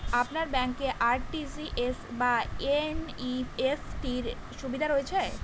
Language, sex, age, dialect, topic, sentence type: Bengali, female, 18-24, Northern/Varendri, banking, question